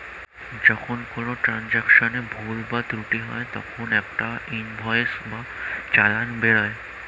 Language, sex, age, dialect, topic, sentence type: Bengali, male, <18, Standard Colloquial, banking, statement